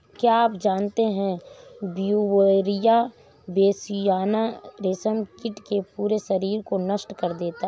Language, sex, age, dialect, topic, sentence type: Hindi, female, 31-35, Awadhi Bundeli, agriculture, statement